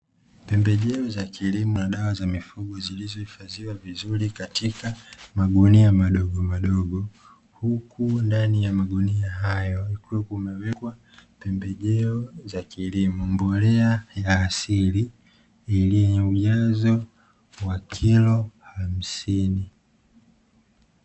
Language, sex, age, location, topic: Swahili, male, 25-35, Dar es Salaam, agriculture